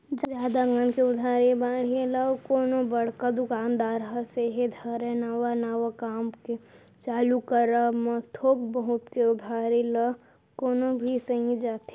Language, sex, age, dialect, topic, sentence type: Chhattisgarhi, female, 18-24, Central, banking, statement